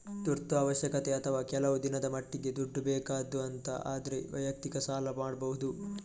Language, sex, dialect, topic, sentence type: Kannada, male, Coastal/Dakshin, banking, statement